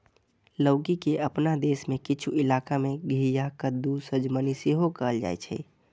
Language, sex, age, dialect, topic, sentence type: Maithili, male, 41-45, Eastern / Thethi, agriculture, statement